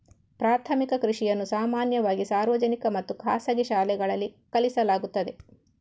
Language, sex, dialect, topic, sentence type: Kannada, female, Coastal/Dakshin, agriculture, statement